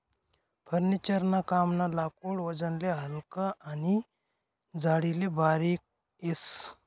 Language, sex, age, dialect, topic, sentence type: Marathi, male, 25-30, Northern Konkan, agriculture, statement